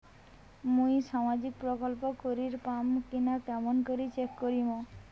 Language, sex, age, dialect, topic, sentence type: Bengali, female, 18-24, Rajbangshi, banking, question